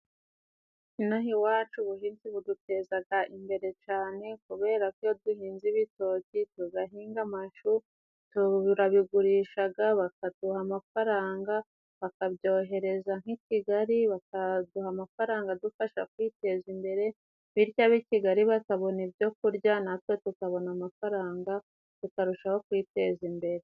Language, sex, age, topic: Kinyarwanda, female, 25-35, agriculture